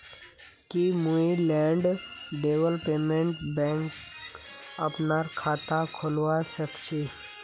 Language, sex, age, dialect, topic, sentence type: Magahi, male, 18-24, Northeastern/Surjapuri, banking, statement